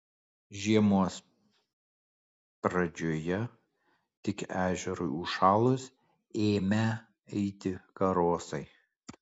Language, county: Lithuanian, Kaunas